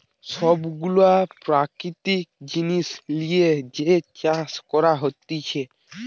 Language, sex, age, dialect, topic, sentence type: Bengali, male, 18-24, Western, agriculture, statement